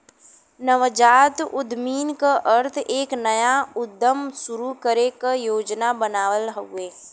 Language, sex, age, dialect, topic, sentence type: Bhojpuri, female, 18-24, Western, banking, statement